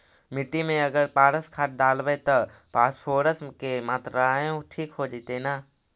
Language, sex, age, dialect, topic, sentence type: Magahi, male, 56-60, Central/Standard, agriculture, question